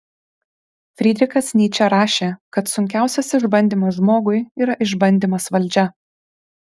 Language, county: Lithuanian, Kaunas